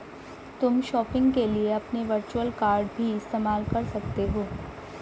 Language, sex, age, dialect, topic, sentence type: Hindi, male, 25-30, Hindustani Malvi Khadi Boli, banking, statement